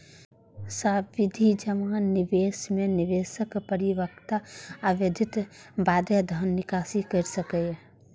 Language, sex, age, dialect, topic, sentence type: Maithili, female, 41-45, Eastern / Thethi, banking, statement